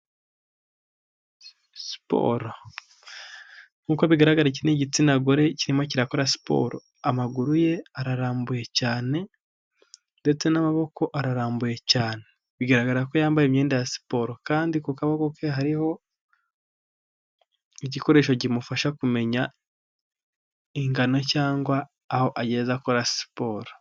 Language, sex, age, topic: Kinyarwanda, male, 18-24, health